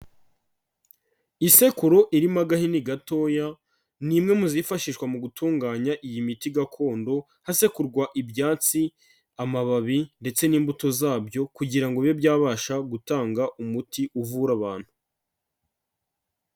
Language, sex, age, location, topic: Kinyarwanda, male, 36-49, Kigali, health